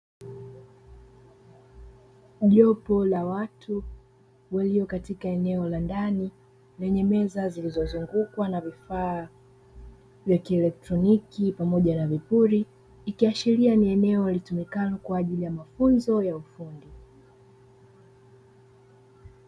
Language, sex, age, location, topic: Swahili, female, 25-35, Dar es Salaam, education